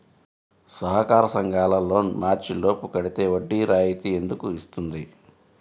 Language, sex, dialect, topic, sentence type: Telugu, female, Central/Coastal, banking, question